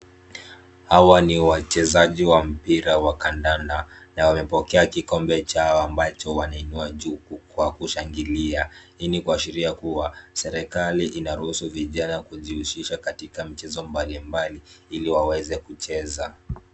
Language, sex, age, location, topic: Swahili, male, 18-24, Kisumu, government